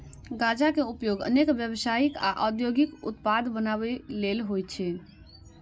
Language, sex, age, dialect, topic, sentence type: Maithili, female, 46-50, Eastern / Thethi, agriculture, statement